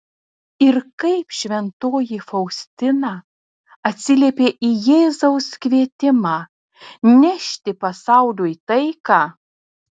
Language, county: Lithuanian, Telšiai